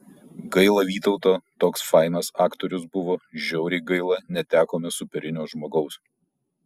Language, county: Lithuanian, Kaunas